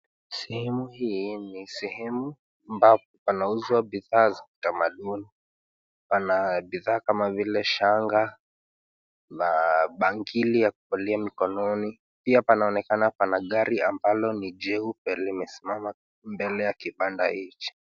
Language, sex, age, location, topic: Swahili, male, 18-24, Nairobi, finance